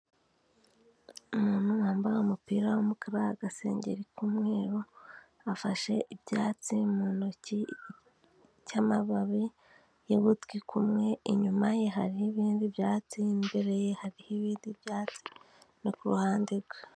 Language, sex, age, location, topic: Kinyarwanda, female, 18-24, Kigali, health